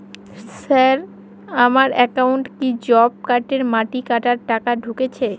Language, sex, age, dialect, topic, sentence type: Bengali, female, 18-24, Northern/Varendri, banking, question